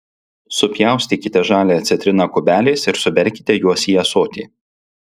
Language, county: Lithuanian, Alytus